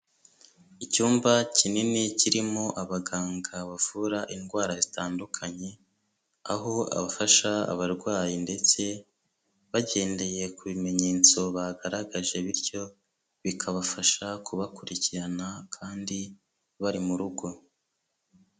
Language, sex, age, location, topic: Kinyarwanda, male, 25-35, Huye, health